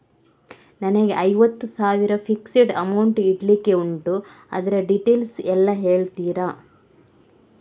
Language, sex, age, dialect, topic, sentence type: Kannada, female, 31-35, Coastal/Dakshin, banking, question